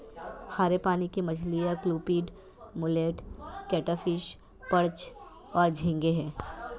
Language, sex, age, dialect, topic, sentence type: Hindi, female, 25-30, Marwari Dhudhari, agriculture, statement